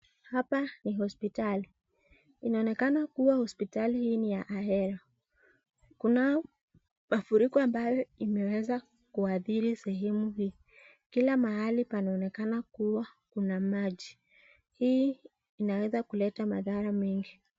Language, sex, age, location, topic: Swahili, female, 36-49, Nakuru, health